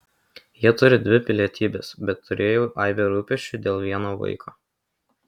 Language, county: Lithuanian, Kaunas